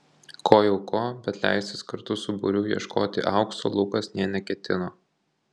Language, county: Lithuanian, Kaunas